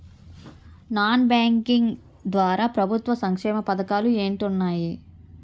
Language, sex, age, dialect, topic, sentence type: Telugu, female, 31-35, Utterandhra, banking, question